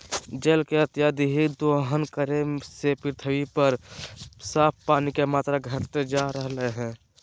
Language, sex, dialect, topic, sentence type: Magahi, male, Southern, agriculture, statement